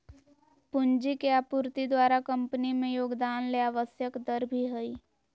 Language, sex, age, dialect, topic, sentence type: Magahi, female, 31-35, Southern, banking, statement